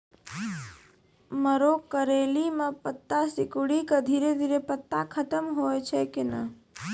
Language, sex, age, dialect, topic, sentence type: Maithili, female, 25-30, Angika, agriculture, question